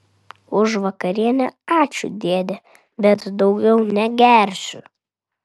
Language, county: Lithuanian, Vilnius